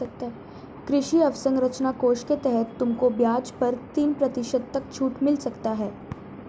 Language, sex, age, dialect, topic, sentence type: Hindi, female, 36-40, Marwari Dhudhari, agriculture, statement